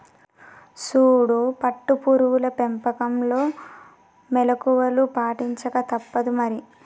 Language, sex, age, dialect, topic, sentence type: Telugu, female, 18-24, Telangana, agriculture, statement